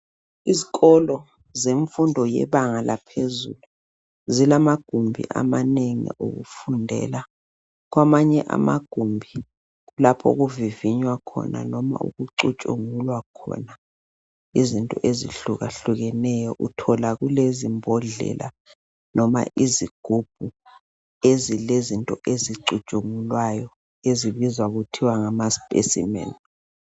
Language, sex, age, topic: North Ndebele, male, 36-49, education